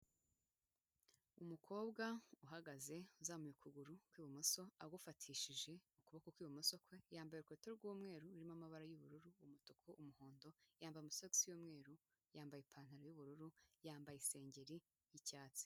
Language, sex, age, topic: Kinyarwanda, female, 18-24, health